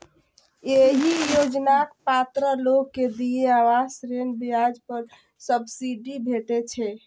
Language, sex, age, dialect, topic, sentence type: Maithili, female, 25-30, Eastern / Thethi, banking, statement